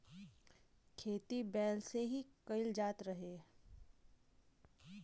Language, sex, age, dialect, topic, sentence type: Bhojpuri, female, 31-35, Western, agriculture, statement